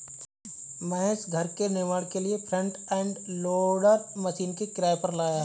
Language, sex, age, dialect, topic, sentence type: Hindi, male, 25-30, Marwari Dhudhari, agriculture, statement